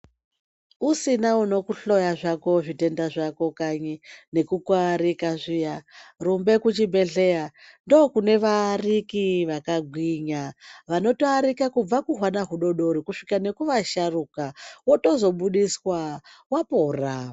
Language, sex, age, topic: Ndau, male, 18-24, health